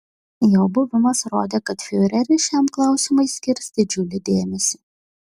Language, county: Lithuanian, Šiauliai